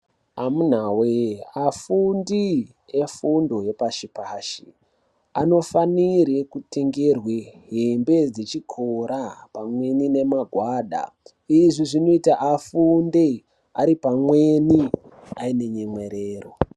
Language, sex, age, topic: Ndau, male, 18-24, education